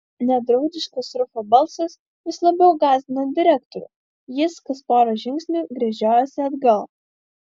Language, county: Lithuanian, Vilnius